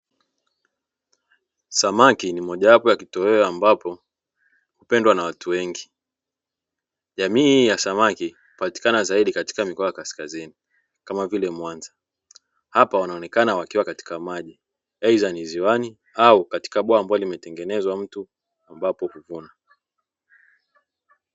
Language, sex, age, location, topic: Swahili, male, 25-35, Dar es Salaam, agriculture